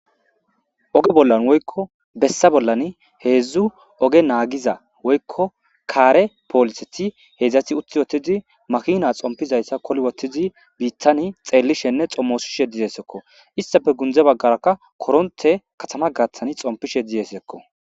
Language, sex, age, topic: Gamo, male, 25-35, government